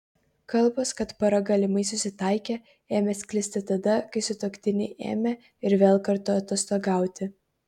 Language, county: Lithuanian, Kaunas